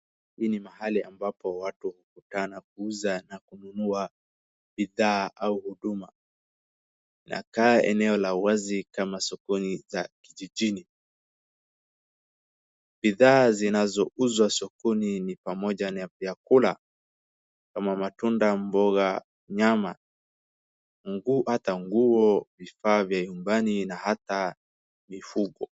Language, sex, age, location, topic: Swahili, male, 18-24, Wajir, finance